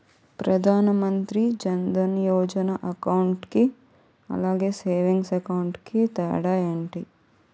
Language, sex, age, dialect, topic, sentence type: Telugu, female, 18-24, Utterandhra, banking, question